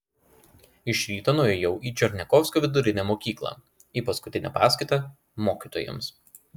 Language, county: Lithuanian, Klaipėda